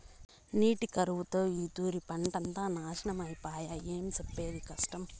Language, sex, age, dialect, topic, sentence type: Telugu, female, 31-35, Southern, agriculture, statement